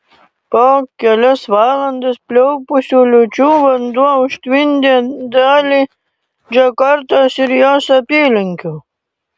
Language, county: Lithuanian, Panevėžys